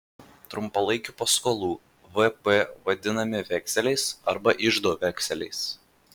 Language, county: Lithuanian, Vilnius